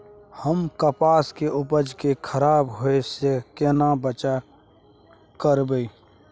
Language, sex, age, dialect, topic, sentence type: Maithili, male, 18-24, Bajjika, agriculture, question